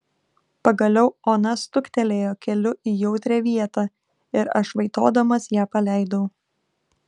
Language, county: Lithuanian, Klaipėda